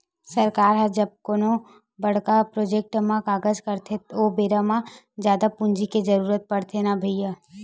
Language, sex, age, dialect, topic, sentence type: Chhattisgarhi, female, 18-24, Western/Budati/Khatahi, banking, statement